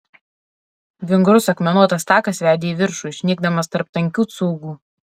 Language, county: Lithuanian, Alytus